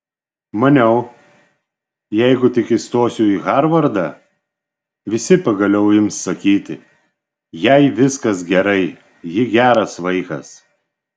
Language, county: Lithuanian, Šiauliai